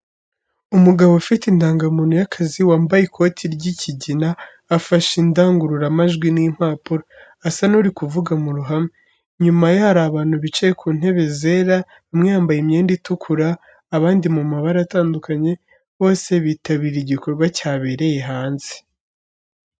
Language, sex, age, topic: Kinyarwanda, female, 36-49, education